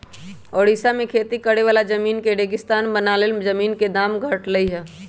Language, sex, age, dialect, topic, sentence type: Magahi, male, 18-24, Western, agriculture, statement